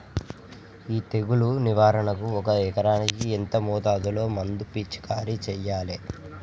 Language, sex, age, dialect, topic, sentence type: Telugu, male, 51-55, Telangana, agriculture, question